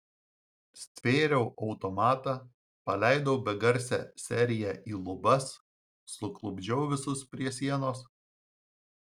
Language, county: Lithuanian, Marijampolė